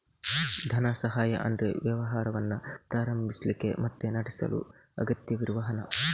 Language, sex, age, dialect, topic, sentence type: Kannada, male, 56-60, Coastal/Dakshin, banking, statement